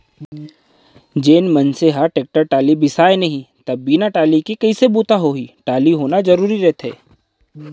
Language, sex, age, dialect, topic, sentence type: Chhattisgarhi, male, 31-35, Central, banking, statement